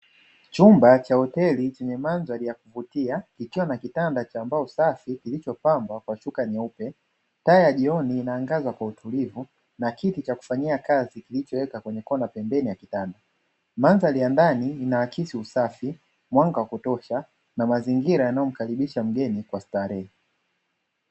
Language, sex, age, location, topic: Swahili, male, 25-35, Dar es Salaam, finance